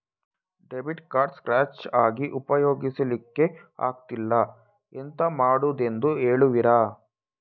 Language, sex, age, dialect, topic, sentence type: Kannada, male, 18-24, Coastal/Dakshin, banking, question